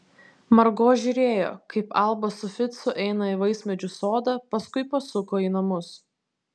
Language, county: Lithuanian, Vilnius